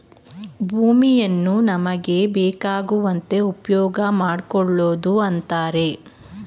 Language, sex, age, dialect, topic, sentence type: Kannada, female, 25-30, Mysore Kannada, agriculture, statement